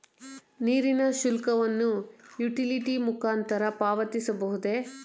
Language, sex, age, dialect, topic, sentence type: Kannada, female, 31-35, Mysore Kannada, banking, question